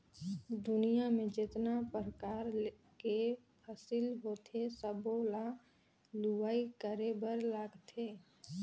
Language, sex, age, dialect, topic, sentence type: Chhattisgarhi, female, 18-24, Northern/Bhandar, agriculture, statement